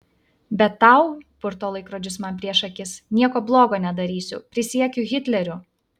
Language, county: Lithuanian, Vilnius